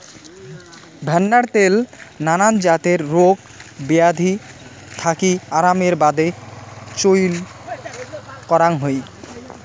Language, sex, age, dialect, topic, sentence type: Bengali, male, 18-24, Rajbangshi, agriculture, statement